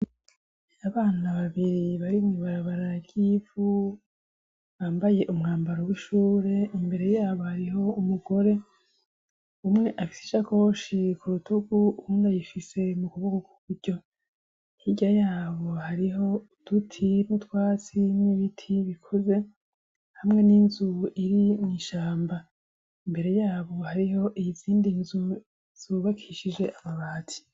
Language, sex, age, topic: Rundi, male, 25-35, education